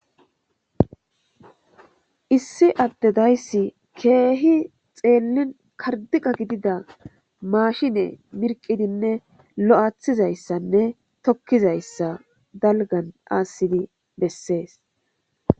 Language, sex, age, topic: Gamo, female, 25-35, government